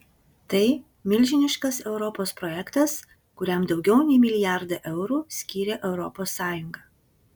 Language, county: Lithuanian, Kaunas